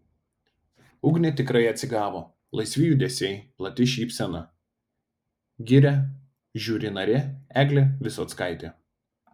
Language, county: Lithuanian, Telšiai